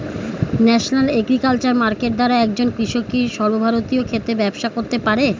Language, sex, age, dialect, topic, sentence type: Bengali, female, 41-45, Standard Colloquial, agriculture, question